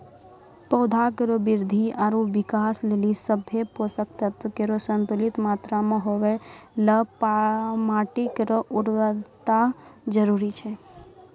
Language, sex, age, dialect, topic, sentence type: Maithili, female, 18-24, Angika, agriculture, statement